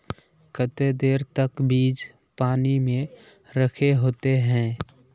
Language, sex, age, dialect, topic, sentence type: Magahi, male, 31-35, Northeastern/Surjapuri, agriculture, question